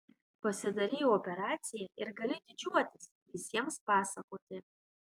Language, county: Lithuanian, Vilnius